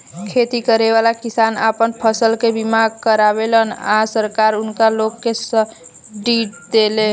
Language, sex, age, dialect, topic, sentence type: Bhojpuri, female, 25-30, Southern / Standard, banking, statement